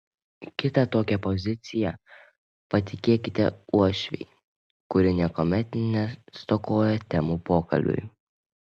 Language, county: Lithuanian, Panevėžys